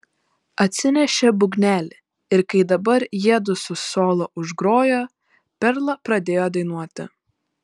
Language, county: Lithuanian, Panevėžys